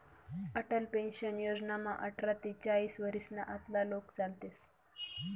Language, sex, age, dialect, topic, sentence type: Marathi, female, 25-30, Northern Konkan, banking, statement